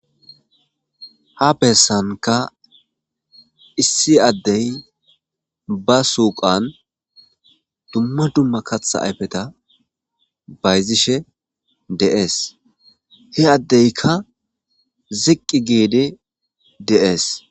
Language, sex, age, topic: Gamo, male, 25-35, agriculture